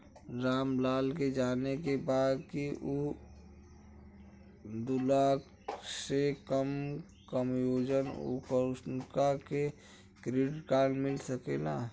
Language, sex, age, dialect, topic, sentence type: Bhojpuri, male, 25-30, Western, banking, question